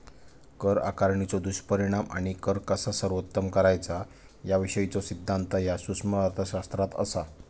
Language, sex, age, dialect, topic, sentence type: Marathi, male, 18-24, Southern Konkan, banking, statement